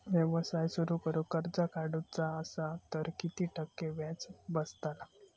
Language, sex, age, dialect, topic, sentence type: Marathi, male, 18-24, Southern Konkan, banking, question